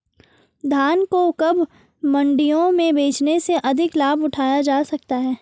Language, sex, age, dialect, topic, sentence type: Hindi, female, 18-24, Marwari Dhudhari, agriculture, question